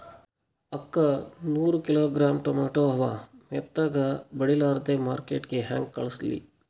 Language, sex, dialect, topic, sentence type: Kannada, male, Northeastern, agriculture, question